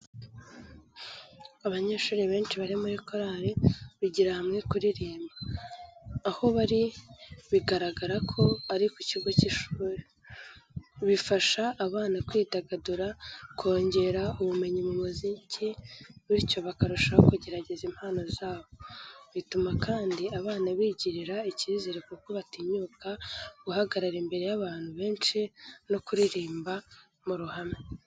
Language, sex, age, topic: Kinyarwanda, female, 18-24, education